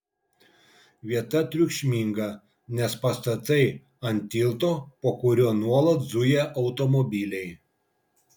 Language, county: Lithuanian, Vilnius